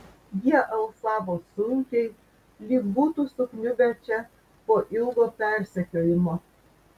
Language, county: Lithuanian, Vilnius